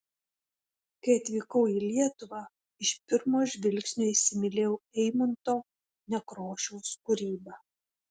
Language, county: Lithuanian, Šiauliai